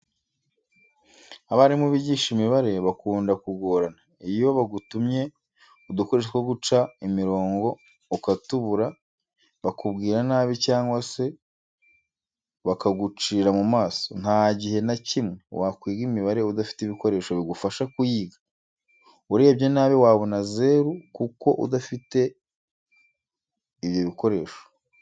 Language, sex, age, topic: Kinyarwanda, male, 25-35, education